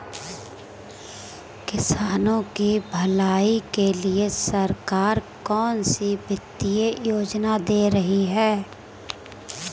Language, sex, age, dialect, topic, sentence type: Hindi, female, 25-30, Marwari Dhudhari, agriculture, question